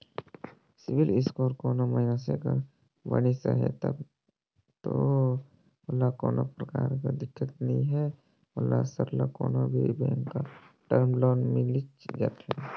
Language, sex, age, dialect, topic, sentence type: Chhattisgarhi, male, 18-24, Northern/Bhandar, banking, statement